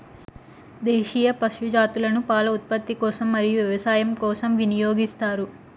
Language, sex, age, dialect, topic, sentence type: Telugu, female, 18-24, Southern, agriculture, statement